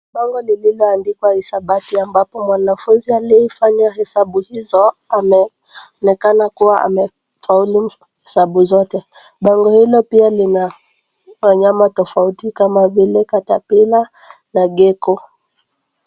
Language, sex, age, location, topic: Swahili, female, 18-24, Kisumu, education